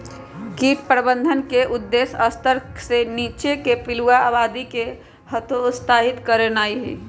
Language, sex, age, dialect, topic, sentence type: Magahi, female, 25-30, Western, agriculture, statement